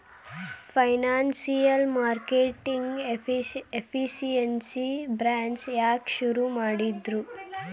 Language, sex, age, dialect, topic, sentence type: Kannada, male, 18-24, Dharwad Kannada, banking, statement